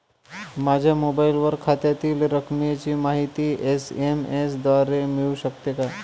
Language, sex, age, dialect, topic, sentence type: Marathi, male, 25-30, Northern Konkan, banking, question